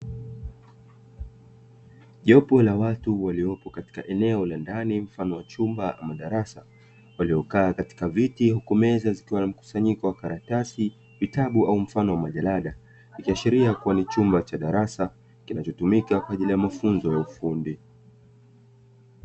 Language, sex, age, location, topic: Swahili, male, 25-35, Dar es Salaam, education